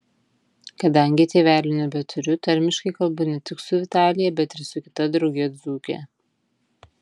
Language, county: Lithuanian, Vilnius